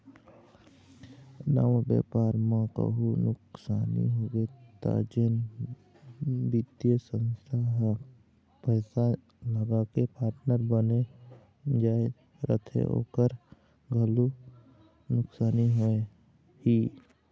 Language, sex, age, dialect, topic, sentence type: Chhattisgarhi, male, 18-24, Eastern, banking, statement